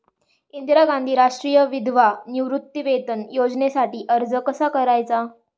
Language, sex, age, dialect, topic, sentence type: Marathi, female, 18-24, Standard Marathi, banking, question